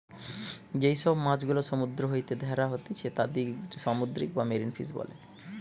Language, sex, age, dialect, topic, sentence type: Bengali, male, 31-35, Western, agriculture, statement